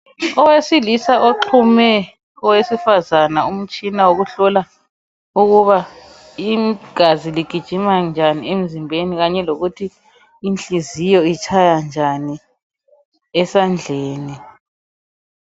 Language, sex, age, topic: North Ndebele, male, 18-24, health